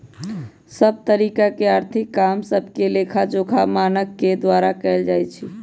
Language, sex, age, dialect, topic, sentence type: Magahi, female, 25-30, Western, banking, statement